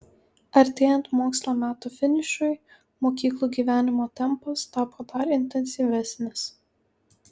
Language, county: Lithuanian, Kaunas